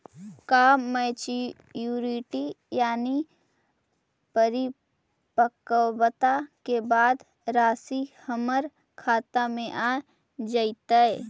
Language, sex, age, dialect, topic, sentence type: Magahi, female, 18-24, Central/Standard, banking, question